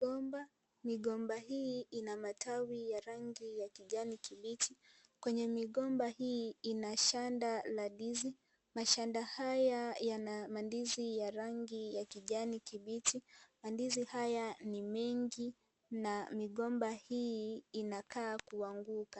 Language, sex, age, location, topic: Swahili, female, 18-24, Kisii, agriculture